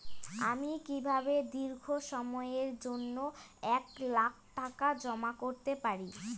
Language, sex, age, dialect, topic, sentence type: Bengali, female, 18-24, Rajbangshi, banking, question